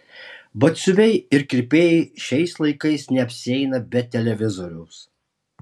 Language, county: Lithuanian, Alytus